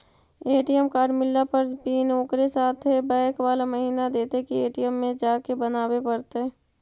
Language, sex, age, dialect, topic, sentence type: Magahi, female, 56-60, Central/Standard, banking, question